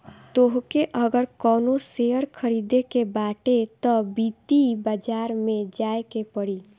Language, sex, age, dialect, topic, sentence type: Bhojpuri, female, 18-24, Northern, banking, statement